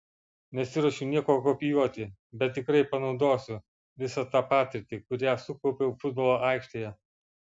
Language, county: Lithuanian, Vilnius